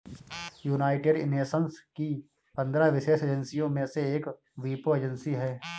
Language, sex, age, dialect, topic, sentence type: Hindi, male, 25-30, Awadhi Bundeli, banking, statement